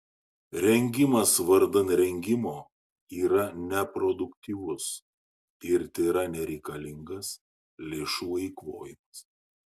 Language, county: Lithuanian, Šiauliai